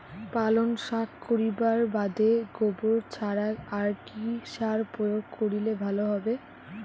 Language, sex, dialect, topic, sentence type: Bengali, female, Rajbangshi, agriculture, question